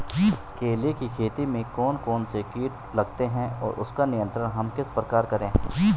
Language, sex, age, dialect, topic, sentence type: Hindi, male, 18-24, Garhwali, agriculture, question